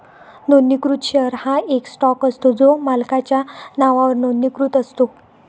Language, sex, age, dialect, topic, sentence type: Marathi, female, 25-30, Varhadi, banking, statement